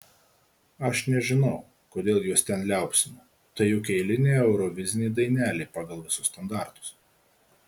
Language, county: Lithuanian, Marijampolė